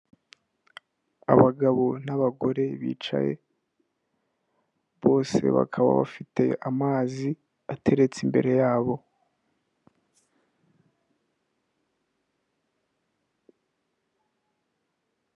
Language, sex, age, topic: Kinyarwanda, male, 18-24, government